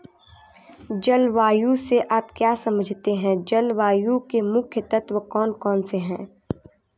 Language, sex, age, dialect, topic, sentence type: Hindi, female, 18-24, Hindustani Malvi Khadi Boli, agriculture, question